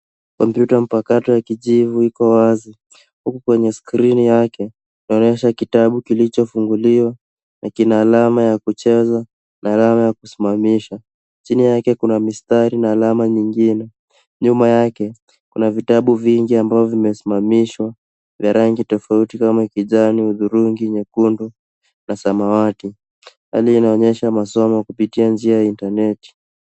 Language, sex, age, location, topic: Swahili, male, 18-24, Nairobi, education